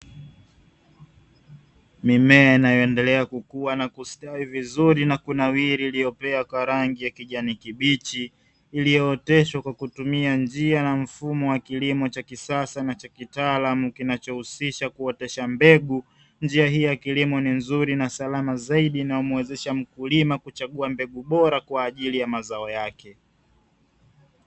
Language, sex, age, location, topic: Swahili, male, 25-35, Dar es Salaam, agriculture